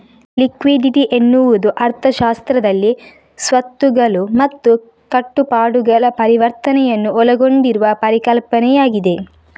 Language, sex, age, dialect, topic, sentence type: Kannada, female, 36-40, Coastal/Dakshin, banking, statement